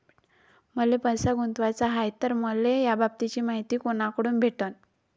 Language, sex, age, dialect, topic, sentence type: Marathi, male, 31-35, Varhadi, banking, question